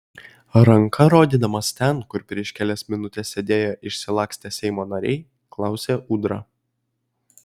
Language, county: Lithuanian, Kaunas